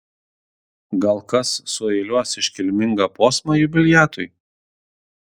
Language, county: Lithuanian, Kaunas